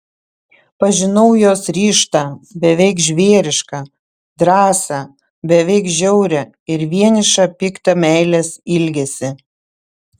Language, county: Lithuanian, Panevėžys